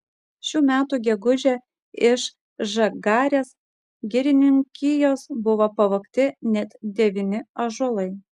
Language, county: Lithuanian, Kaunas